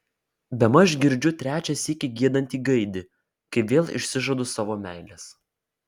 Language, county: Lithuanian, Vilnius